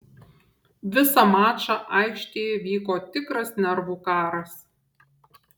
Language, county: Lithuanian, Šiauliai